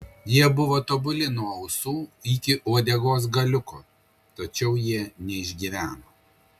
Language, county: Lithuanian, Kaunas